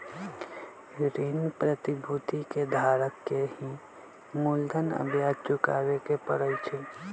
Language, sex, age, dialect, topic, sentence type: Magahi, male, 25-30, Western, banking, statement